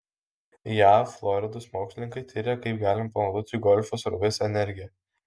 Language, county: Lithuanian, Kaunas